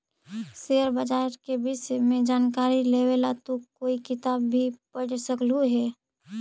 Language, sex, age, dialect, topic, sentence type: Magahi, female, 18-24, Central/Standard, banking, statement